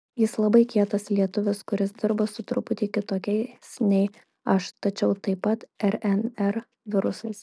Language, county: Lithuanian, Marijampolė